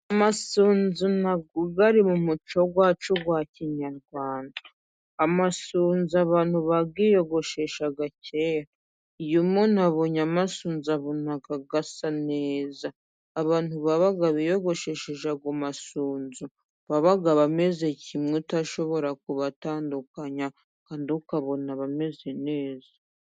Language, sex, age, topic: Kinyarwanda, female, 25-35, government